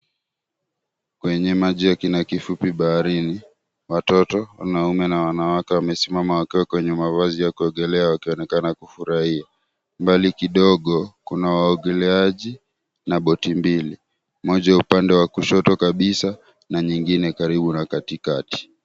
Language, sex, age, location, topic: Swahili, male, 18-24, Mombasa, government